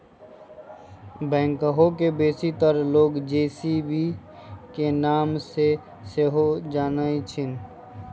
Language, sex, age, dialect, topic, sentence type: Magahi, female, 51-55, Western, agriculture, statement